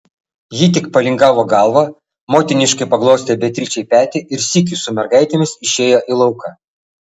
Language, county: Lithuanian, Vilnius